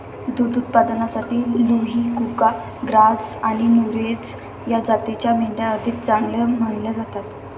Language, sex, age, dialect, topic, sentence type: Marathi, male, 18-24, Standard Marathi, agriculture, statement